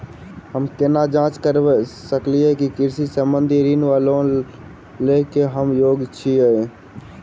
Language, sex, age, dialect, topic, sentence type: Maithili, male, 18-24, Southern/Standard, banking, question